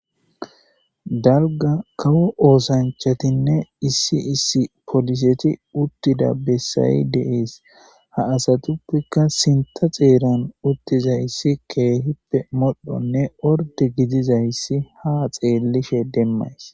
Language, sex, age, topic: Gamo, male, 25-35, government